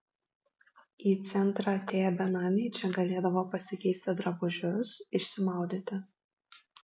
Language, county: Lithuanian, Vilnius